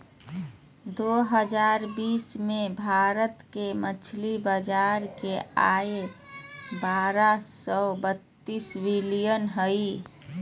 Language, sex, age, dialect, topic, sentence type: Magahi, female, 31-35, Southern, agriculture, statement